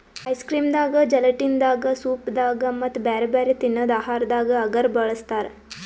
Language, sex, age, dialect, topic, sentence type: Kannada, female, 18-24, Northeastern, agriculture, statement